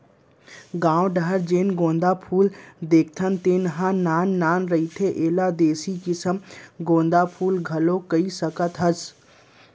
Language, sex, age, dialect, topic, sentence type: Chhattisgarhi, male, 60-100, Central, agriculture, statement